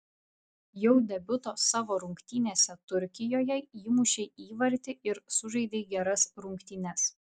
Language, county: Lithuanian, Vilnius